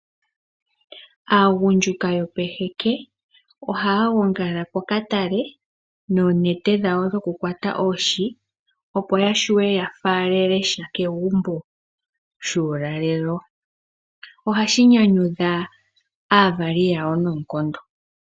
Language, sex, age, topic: Oshiwambo, female, 18-24, agriculture